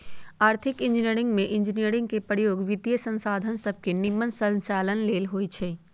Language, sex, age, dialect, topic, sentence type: Magahi, female, 60-100, Western, banking, statement